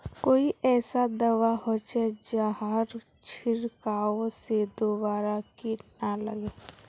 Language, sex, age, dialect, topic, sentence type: Magahi, female, 51-55, Northeastern/Surjapuri, agriculture, question